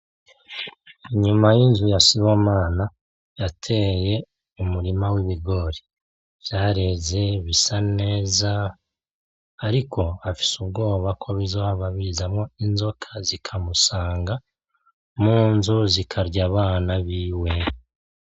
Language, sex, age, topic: Rundi, male, 36-49, agriculture